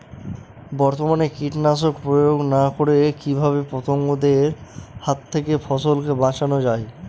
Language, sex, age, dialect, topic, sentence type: Bengali, male, 25-30, Northern/Varendri, agriculture, question